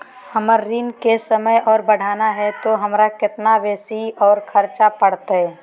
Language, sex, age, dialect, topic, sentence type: Magahi, female, 18-24, Southern, banking, question